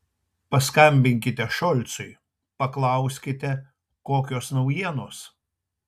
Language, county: Lithuanian, Tauragė